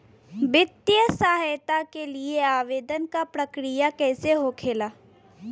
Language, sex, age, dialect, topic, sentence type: Bhojpuri, female, 18-24, Western, agriculture, question